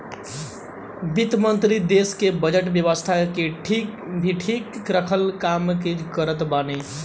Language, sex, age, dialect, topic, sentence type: Bhojpuri, male, 18-24, Northern, banking, statement